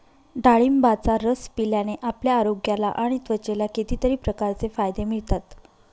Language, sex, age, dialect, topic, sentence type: Marathi, female, 31-35, Northern Konkan, agriculture, statement